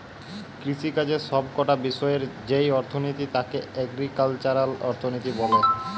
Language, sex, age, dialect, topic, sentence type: Bengali, female, 18-24, Western, banking, statement